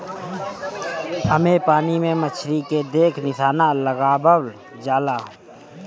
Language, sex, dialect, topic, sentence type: Bhojpuri, male, Northern, agriculture, statement